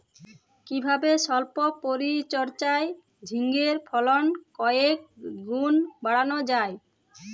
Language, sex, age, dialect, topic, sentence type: Bengali, female, 31-35, Jharkhandi, agriculture, question